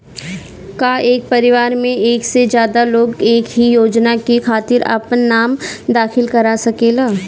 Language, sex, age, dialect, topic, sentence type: Bhojpuri, female, 18-24, Northern, banking, question